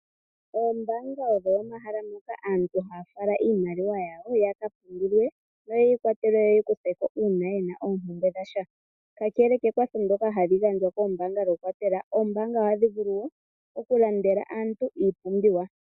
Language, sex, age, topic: Oshiwambo, female, 18-24, finance